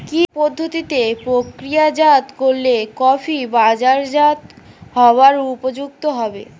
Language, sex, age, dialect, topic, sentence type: Bengali, female, 18-24, Standard Colloquial, agriculture, question